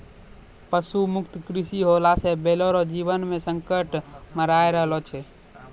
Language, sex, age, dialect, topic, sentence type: Maithili, male, 18-24, Angika, agriculture, statement